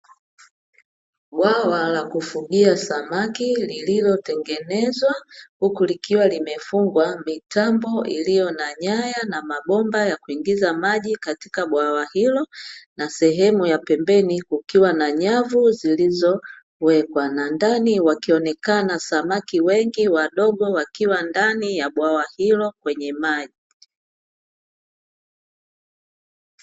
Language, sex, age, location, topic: Swahili, female, 50+, Dar es Salaam, agriculture